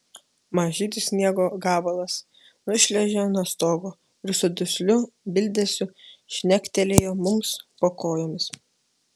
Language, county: Lithuanian, Kaunas